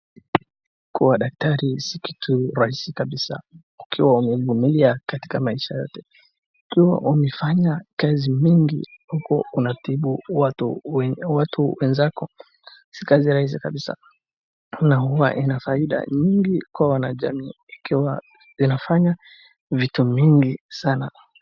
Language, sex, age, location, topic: Swahili, male, 18-24, Wajir, health